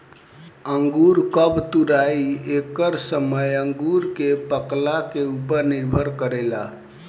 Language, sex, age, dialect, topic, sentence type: Bhojpuri, male, 18-24, Southern / Standard, agriculture, statement